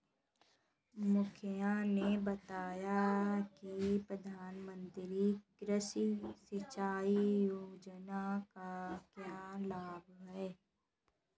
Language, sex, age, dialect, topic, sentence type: Hindi, female, 56-60, Kanauji Braj Bhasha, agriculture, statement